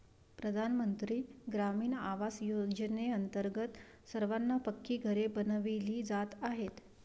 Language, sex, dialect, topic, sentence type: Marathi, female, Varhadi, agriculture, statement